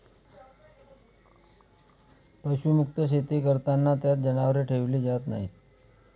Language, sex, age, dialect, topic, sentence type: Marathi, male, 25-30, Standard Marathi, agriculture, statement